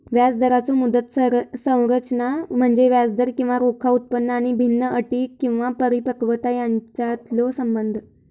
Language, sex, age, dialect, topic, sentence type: Marathi, female, 18-24, Southern Konkan, banking, statement